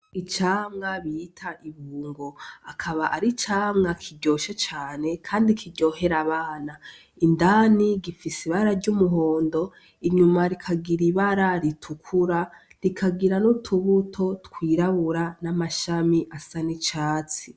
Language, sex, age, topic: Rundi, female, 18-24, agriculture